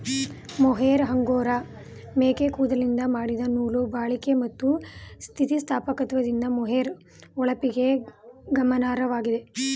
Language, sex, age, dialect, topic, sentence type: Kannada, female, 18-24, Mysore Kannada, agriculture, statement